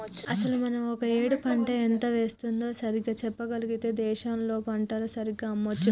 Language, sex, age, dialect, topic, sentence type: Telugu, female, 41-45, Telangana, agriculture, statement